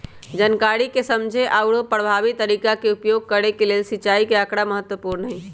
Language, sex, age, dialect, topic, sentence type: Magahi, male, 18-24, Western, agriculture, statement